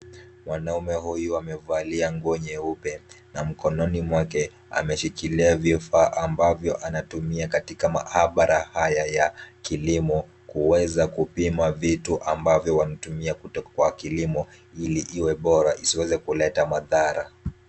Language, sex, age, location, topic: Swahili, male, 18-24, Kisumu, agriculture